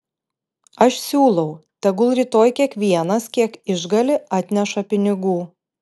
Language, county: Lithuanian, Panevėžys